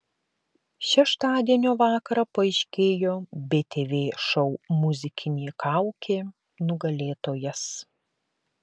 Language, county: Lithuanian, Klaipėda